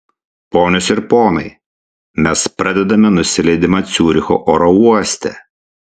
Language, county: Lithuanian, Šiauliai